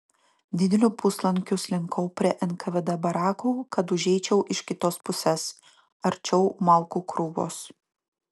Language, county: Lithuanian, Utena